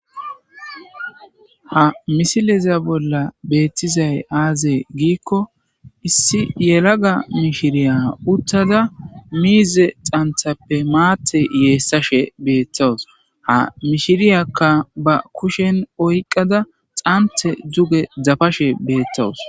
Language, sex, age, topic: Gamo, male, 18-24, agriculture